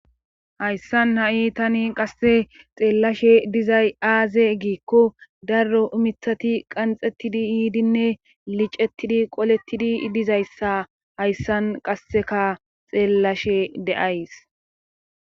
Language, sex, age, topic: Gamo, female, 25-35, government